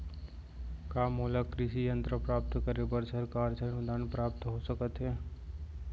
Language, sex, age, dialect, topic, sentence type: Chhattisgarhi, male, 25-30, Central, agriculture, question